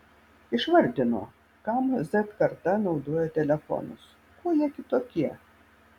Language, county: Lithuanian, Vilnius